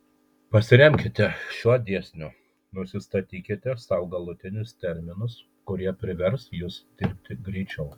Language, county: Lithuanian, Kaunas